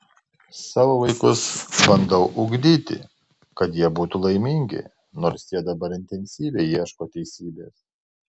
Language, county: Lithuanian, Tauragė